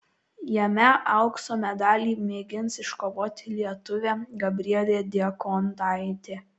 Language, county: Lithuanian, Kaunas